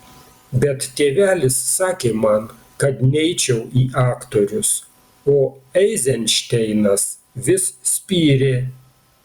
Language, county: Lithuanian, Panevėžys